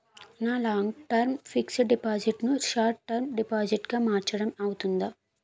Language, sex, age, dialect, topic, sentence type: Telugu, female, 18-24, Utterandhra, banking, question